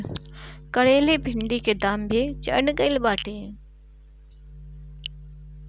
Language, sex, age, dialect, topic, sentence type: Bhojpuri, female, 25-30, Northern, agriculture, statement